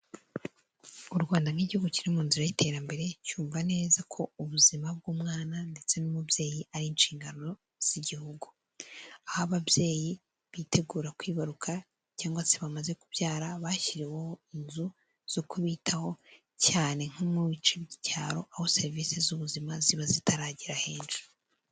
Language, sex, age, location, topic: Kinyarwanda, female, 18-24, Kigali, health